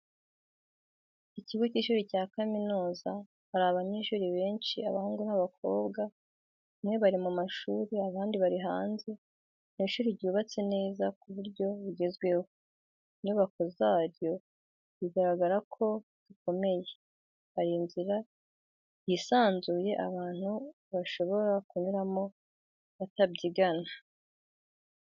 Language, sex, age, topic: Kinyarwanda, female, 18-24, education